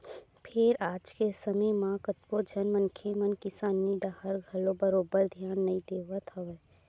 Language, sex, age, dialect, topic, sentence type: Chhattisgarhi, female, 18-24, Western/Budati/Khatahi, agriculture, statement